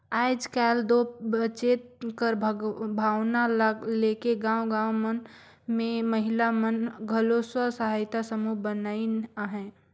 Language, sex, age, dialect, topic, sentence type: Chhattisgarhi, female, 18-24, Northern/Bhandar, banking, statement